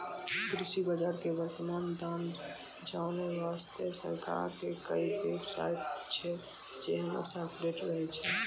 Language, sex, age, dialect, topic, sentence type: Maithili, male, 18-24, Angika, agriculture, statement